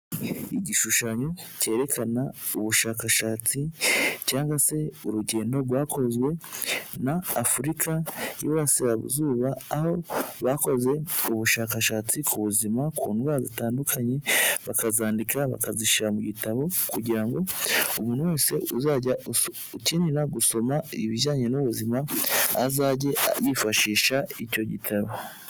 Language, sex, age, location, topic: Kinyarwanda, male, 18-24, Kigali, health